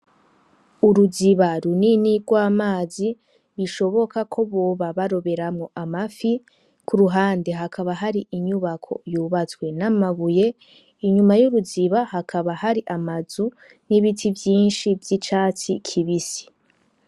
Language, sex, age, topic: Rundi, female, 18-24, agriculture